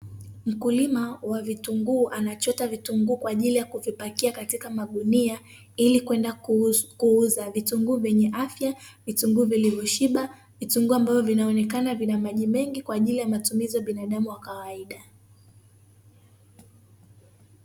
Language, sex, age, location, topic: Swahili, female, 18-24, Dar es Salaam, agriculture